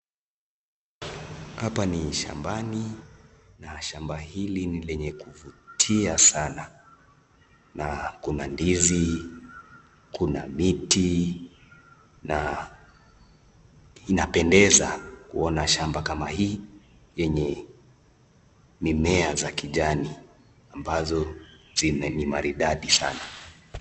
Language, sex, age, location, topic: Swahili, male, 18-24, Nakuru, agriculture